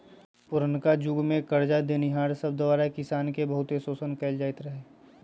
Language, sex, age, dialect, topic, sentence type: Magahi, male, 25-30, Western, agriculture, statement